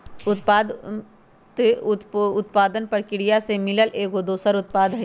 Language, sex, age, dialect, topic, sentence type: Magahi, female, 25-30, Western, agriculture, statement